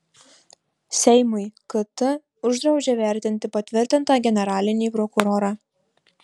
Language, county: Lithuanian, Marijampolė